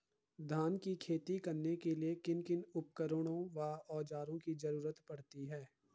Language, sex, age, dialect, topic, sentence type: Hindi, male, 51-55, Garhwali, agriculture, question